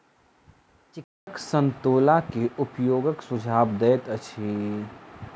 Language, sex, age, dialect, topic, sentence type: Maithili, male, 31-35, Southern/Standard, agriculture, statement